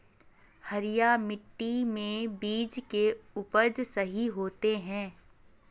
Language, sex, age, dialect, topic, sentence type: Magahi, female, 41-45, Northeastern/Surjapuri, agriculture, question